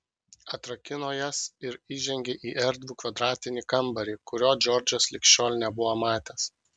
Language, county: Lithuanian, Kaunas